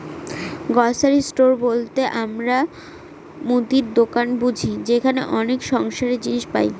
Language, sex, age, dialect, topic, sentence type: Bengali, female, 18-24, Northern/Varendri, agriculture, statement